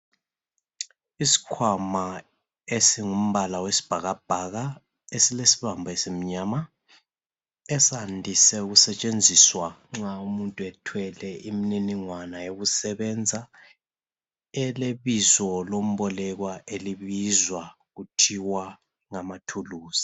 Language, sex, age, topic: North Ndebele, male, 25-35, health